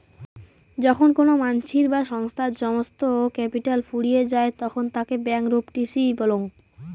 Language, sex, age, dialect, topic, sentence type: Bengali, male, 18-24, Rajbangshi, banking, statement